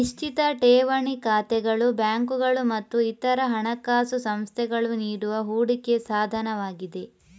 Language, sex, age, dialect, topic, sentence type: Kannada, female, 25-30, Coastal/Dakshin, banking, statement